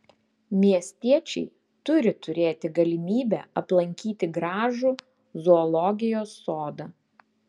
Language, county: Lithuanian, Klaipėda